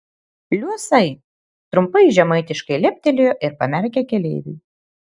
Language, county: Lithuanian, Kaunas